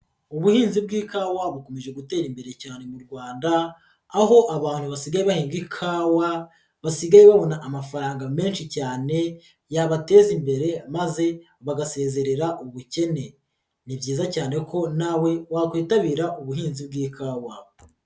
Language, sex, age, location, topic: Kinyarwanda, female, 36-49, Nyagatare, agriculture